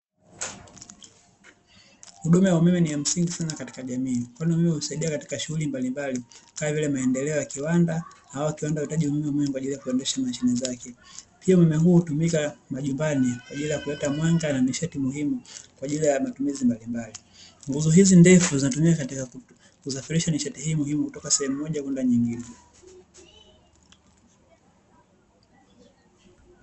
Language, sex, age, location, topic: Swahili, male, 18-24, Dar es Salaam, government